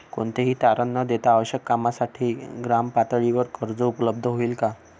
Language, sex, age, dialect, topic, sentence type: Marathi, male, 25-30, Northern Konkan, banking, question